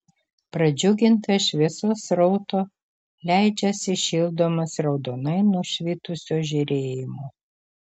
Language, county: Lithuanian, Kaunas